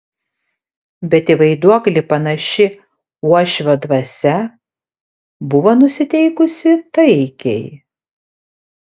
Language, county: Lithuanian, Panevėžys